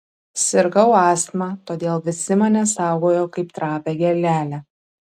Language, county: Lithuanian, Kaunas